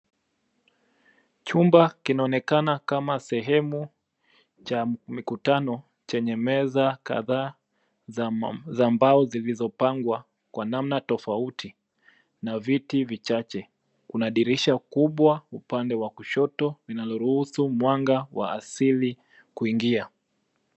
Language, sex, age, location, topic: Swahili, male, 25-35, Nairobi, education